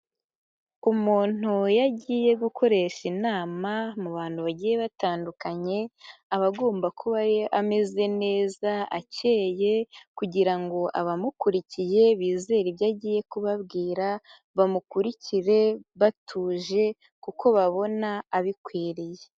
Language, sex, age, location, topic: Kinyarwanda, female, 18-24, Nyagatare, government